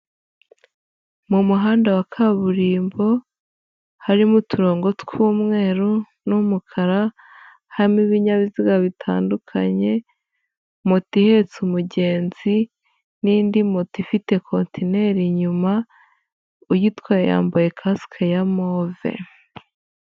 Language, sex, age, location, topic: Kinyarwanda, female, 18-24, Huye, government